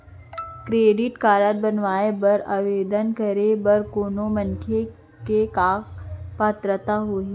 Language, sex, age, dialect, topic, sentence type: Chhattisgarhi, female, 25-30, Central, banking, question